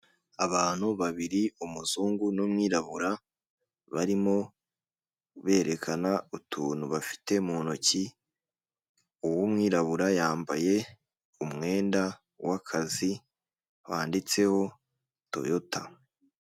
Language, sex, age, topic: Kinyarwanda, male, 25-35, finance